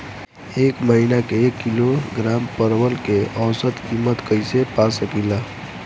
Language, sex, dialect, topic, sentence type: Bhojpuri, male, Northern, agriculture, question